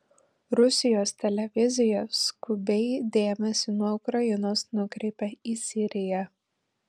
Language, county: Lithuanian, Panevėžys